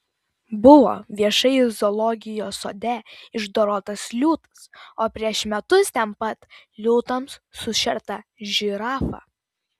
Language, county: Lithuanian, Vilnius